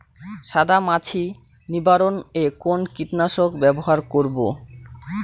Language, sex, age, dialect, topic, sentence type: Bengali, male, 25-30, Rajbangshi, agriculture, question